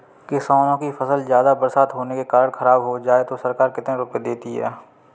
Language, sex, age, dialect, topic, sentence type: Hindi, male, 18-24, Kanauji Braj Bhasha, agriculture, question